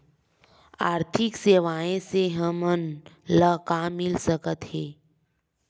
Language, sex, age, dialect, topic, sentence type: Chhattisgarhi, female, 18-24, Western/Budati/Khatahi, banking, question